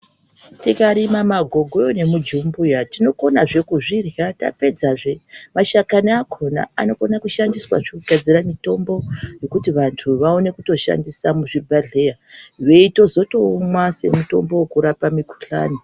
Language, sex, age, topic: Ndau, female, 36-49, education